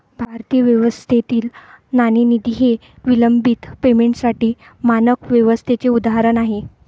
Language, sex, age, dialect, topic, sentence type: Marathi, female, 31-35, Varhadi, banking, statement